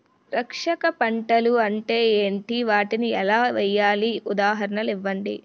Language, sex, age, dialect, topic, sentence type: Telugu, male, 18-24, Utterandhra, agriculture, question